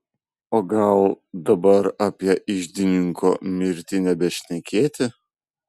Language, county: Lithuanian, Vilnius